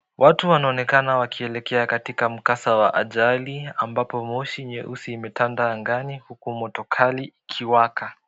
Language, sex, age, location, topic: Swahili, male, 18-24, Kisii, health